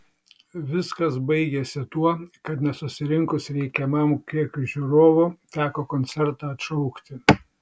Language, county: Lithuanian, Šiauliai